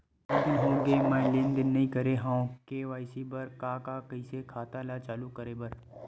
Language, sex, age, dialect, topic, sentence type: Chhattisgarhi, male, 31-35, Western/Budati/Khatahi, banking, question